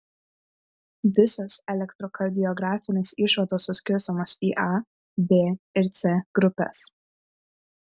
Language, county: Lithuanian, Vilnius